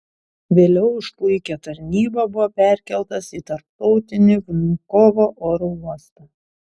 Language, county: Lithuanian, Šiauliai